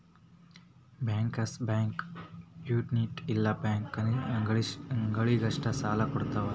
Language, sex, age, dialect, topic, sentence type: Kannada, male, 18-24, Dharwad Kannada, banking, statement